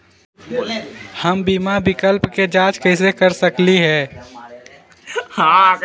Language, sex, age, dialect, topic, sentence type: Magahi, male, 18-24, Western, banking, question